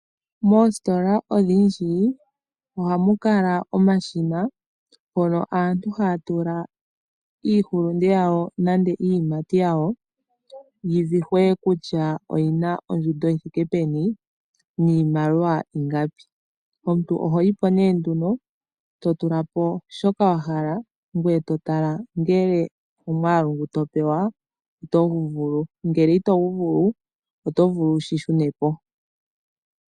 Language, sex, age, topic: Oshiwambo, female, 18-24, finance